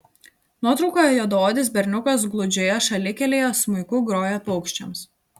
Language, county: Lithuanian, Telšiai